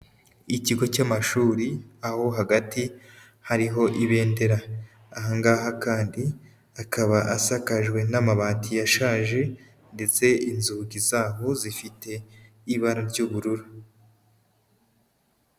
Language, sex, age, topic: Kinyarwanda, female, 18-24, education